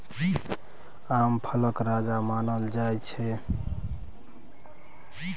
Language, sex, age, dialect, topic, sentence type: Maithili, male, 18-24, Bajjika, agriculture, statement